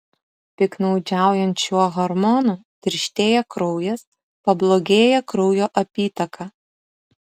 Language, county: Lithuanian, Utena